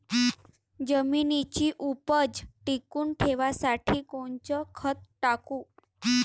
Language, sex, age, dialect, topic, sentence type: Marathi, female, 18-24, Varhadi, agriculture, question